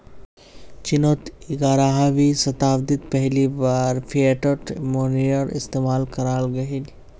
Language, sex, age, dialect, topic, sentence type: Magahi, male, 18-24, Northeastern/Surjapuri, banking, statement